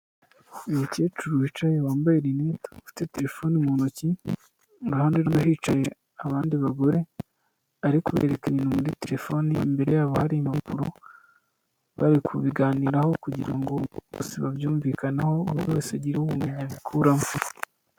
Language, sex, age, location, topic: Kinyarwanda, male, 25-35, Kigali, health